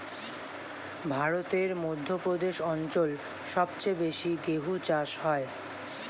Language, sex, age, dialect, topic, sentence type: Bengali, male, 18-24, Standard Colloquial, agriculture, statement